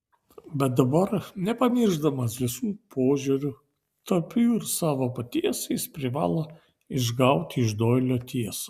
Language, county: Lithuanian, Vilnius